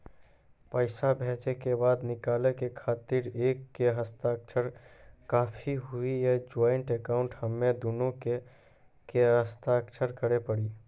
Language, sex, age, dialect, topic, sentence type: Maithili, male, 25-30, Angika, banking, question